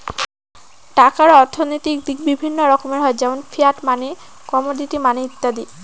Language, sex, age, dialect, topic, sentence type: Bengali, female, <18, Northern/Varendri, banking, statement